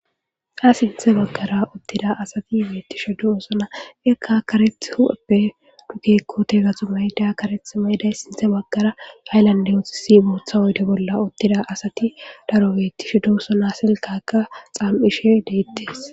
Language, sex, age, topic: Gamo, female, 18-24, government